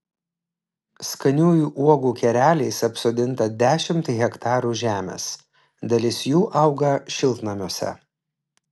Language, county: Lithuanian, Klaipėda